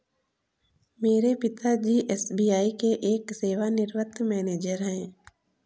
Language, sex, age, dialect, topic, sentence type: Hindi, female, 18-24, Kanauji Braj Bhasha, banking, statement